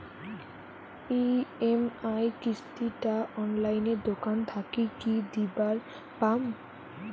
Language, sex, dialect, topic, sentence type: Bengali, female, Rajbangshi, banking, question